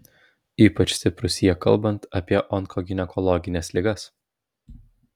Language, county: Lithuanian, Vilnius